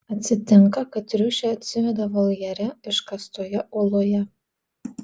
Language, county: Lithuanian, Vilnius